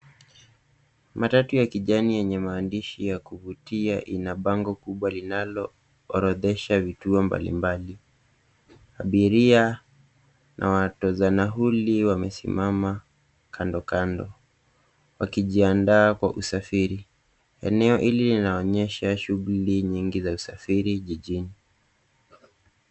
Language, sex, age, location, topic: Swahili, male, 18-24, Nairobi, government